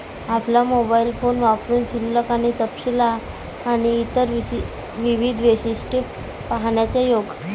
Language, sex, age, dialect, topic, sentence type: Marathi, female, 18-24, Varhadi, banking, statement